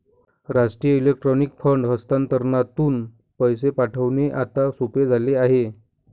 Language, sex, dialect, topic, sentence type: Marathi, male, Varhadi, banking, statement